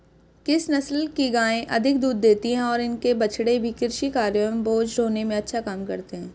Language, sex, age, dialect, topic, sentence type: Hindi, female, 31-35, Hindustani Malvi Khadi Boli, agriculture, question